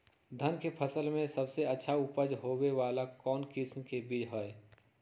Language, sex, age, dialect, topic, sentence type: Magahi, female, 46-50, Southern, agriculture, question